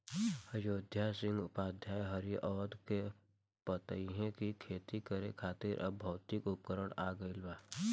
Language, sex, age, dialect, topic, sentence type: Bhojpuri, male, 18-24, Southern / Standard, agriculture, question